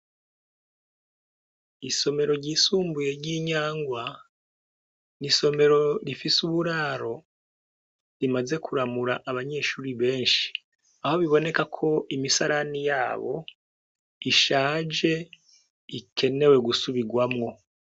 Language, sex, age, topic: Rundi, male, 36-49, education